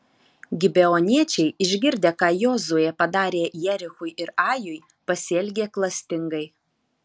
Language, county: Lithuanian, Alytus